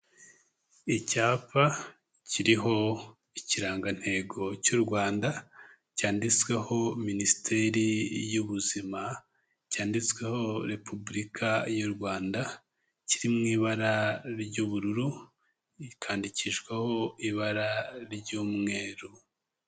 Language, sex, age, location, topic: Kinyarwanda, male, 25-35, Kigali, health